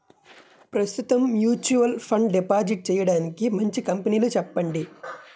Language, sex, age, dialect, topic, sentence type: Telugu, male, 25-30, Utterandhra, banking, question